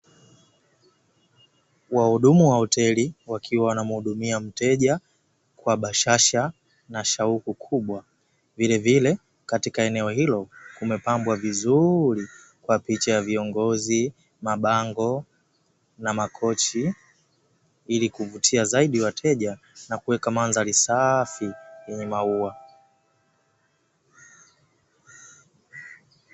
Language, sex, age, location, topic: Swahili, male, 18-24, Dar es Salaam, finance